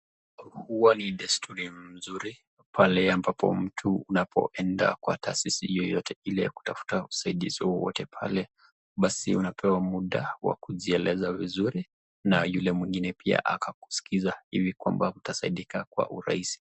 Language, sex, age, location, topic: Swahili, male, 25-35, Nakuru, government